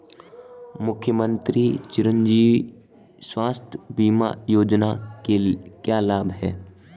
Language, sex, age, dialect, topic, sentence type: Hindi, male, 18-24, Marwari Dhudhari, banking, question